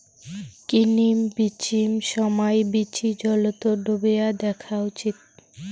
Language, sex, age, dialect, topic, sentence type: Bengali, female, 18-24, Rajbangshi, agriculture, statement